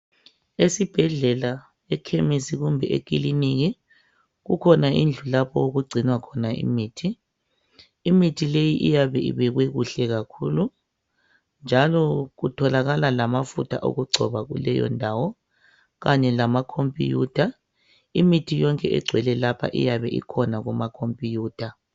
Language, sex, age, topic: North Ndebele, male, 36-49, health